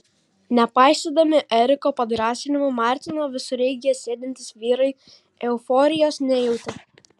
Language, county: Lithuanian, Vilnius